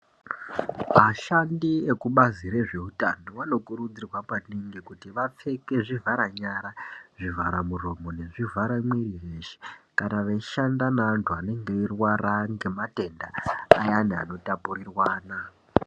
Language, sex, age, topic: Ndau, female, 50+, health